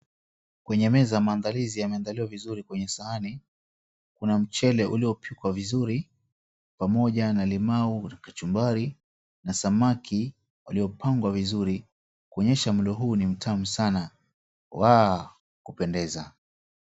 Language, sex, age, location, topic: Swahili, male, 36-49, Mombasa, agriculture